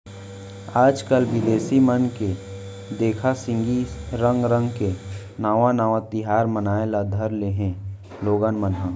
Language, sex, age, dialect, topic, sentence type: Chhattisgarhi, male, 18-24, Central, agriculture, statement